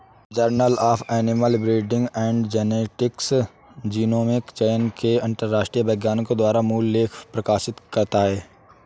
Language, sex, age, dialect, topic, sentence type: Hindi, male, 18-24, Awadhi Bundeli, agriculture, statement